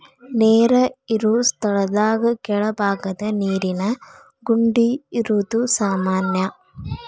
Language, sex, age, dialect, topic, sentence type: Kannada, female, 25-30, Dharwad Kannada, agriculture, statement